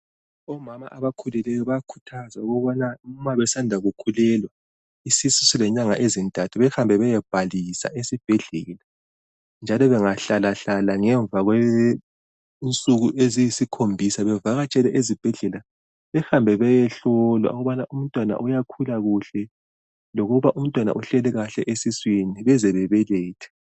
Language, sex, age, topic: North Ndebele, male, 36-49, health